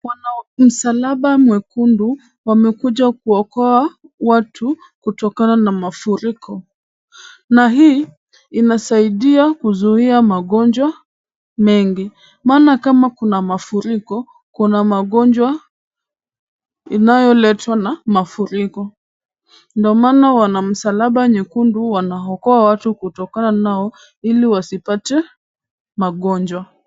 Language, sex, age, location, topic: Swahili, male, 18-24, Kisumu, health